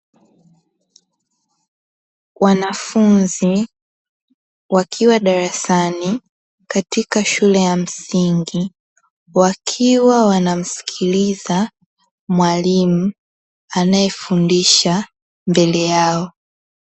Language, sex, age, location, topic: Swahili, female, 18-24, Dar es Salaam, education